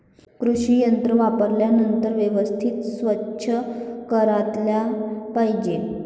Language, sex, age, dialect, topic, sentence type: Marathi, female, 25-30, Varhadi, agriculture, statement